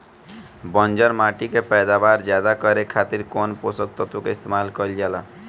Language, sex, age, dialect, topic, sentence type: Bhojpuri, male, 18-24, Northern, agriculture, question